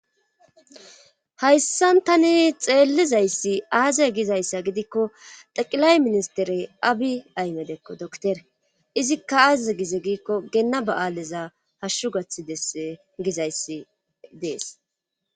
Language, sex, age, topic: Gamo, male, 25-35, government